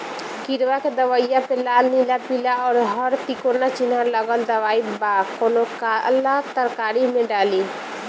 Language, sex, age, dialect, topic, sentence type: Bhojpuri, female, 18-24, Northern, agriculture, question